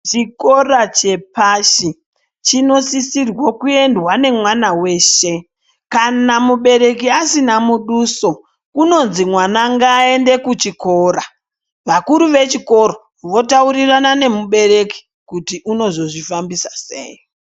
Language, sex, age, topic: Ndau, male, 25-35, education